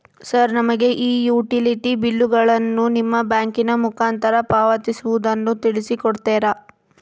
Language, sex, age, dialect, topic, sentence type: Kannada, female, 25-30, Central, banking, question